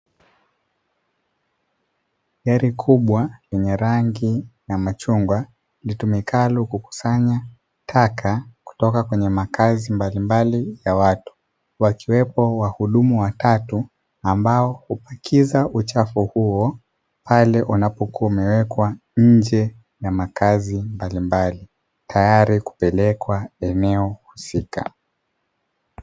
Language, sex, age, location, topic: Swahili, male, 18-24, Dar es Salaam, government